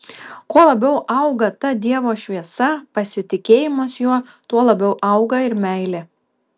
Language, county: Lithuanian, Kaunas